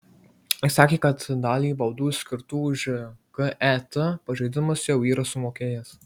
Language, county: Lithuanian, Marijampolė